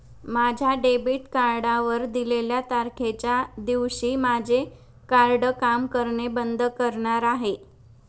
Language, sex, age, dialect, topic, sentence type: Marathi, female, 25-30, Standard Marathi, banking, statement